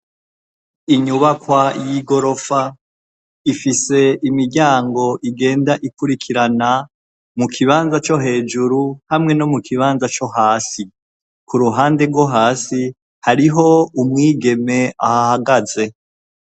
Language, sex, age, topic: Rundi, male, 25-35, education